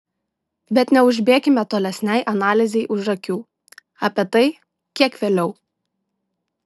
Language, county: Lithuanian, Šiauliai